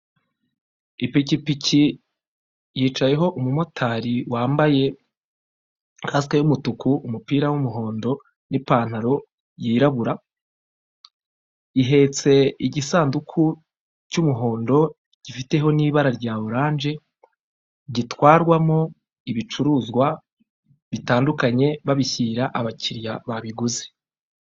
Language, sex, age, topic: Kinyarwanda, male, 36-49, finance